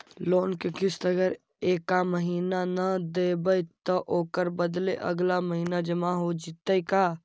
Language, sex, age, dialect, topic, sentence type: Magahi, male, 51-55, Central/Standard, banking, question